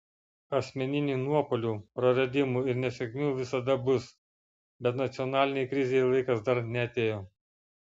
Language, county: Lithuanian, Vilnius